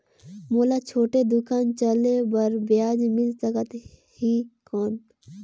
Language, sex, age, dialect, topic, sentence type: Chhattisgarhi, female, 18-24, Northern/Bhandar, banking, question